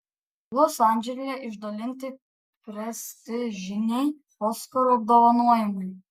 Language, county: Lithuanian, Kaunas